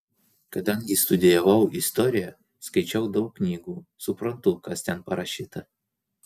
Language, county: Lithuanian, Vilnius